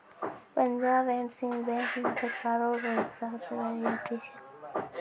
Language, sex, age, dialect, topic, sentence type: Maithili, female, 18-24, Angika, banking, statement